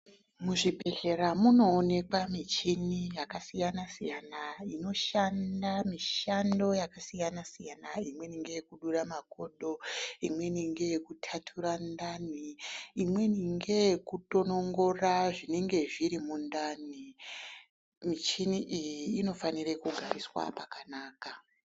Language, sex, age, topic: Ndau, female, 36-49, health